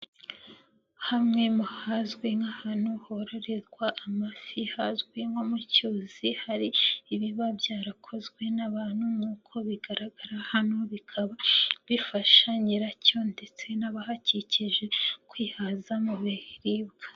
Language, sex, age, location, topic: Kinyarwanda, female, 25-35, Nyagatare, agriculture